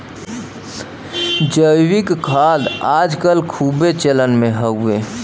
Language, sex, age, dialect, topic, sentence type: Bhojpuri, male, 25-30, Western, agriculture, statement